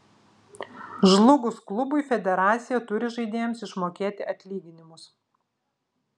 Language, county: Lithuanian, Vilnius